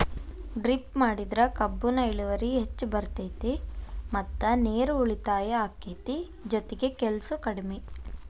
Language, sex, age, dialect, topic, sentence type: Kannada, female, 18-24, Dharwad Kannada, agriculture, statement